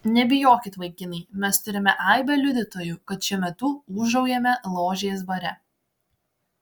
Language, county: Lithuanian, Klaipėda